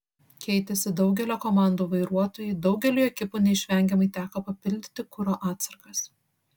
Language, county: Lithuanian, Vilnius